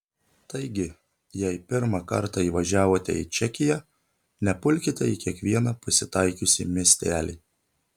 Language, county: Lithuanian, Telšiai